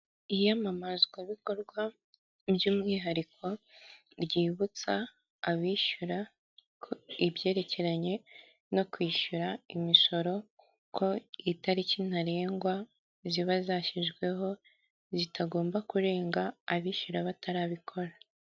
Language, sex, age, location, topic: Kinyarwanda, male, 50+, Kigali, government